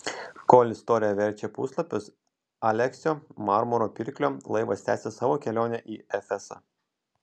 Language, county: Lithuanian, Kaunas